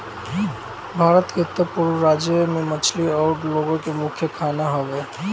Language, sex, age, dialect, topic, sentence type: Bhojpuri, male, 25-30, Northern, agriculture, statement